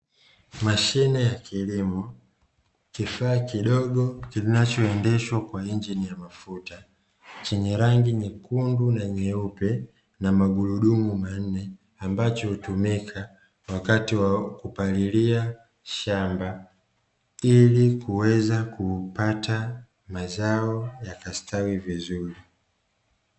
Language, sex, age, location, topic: Swahili, male, 25-35, Dar es Salaam, agriculture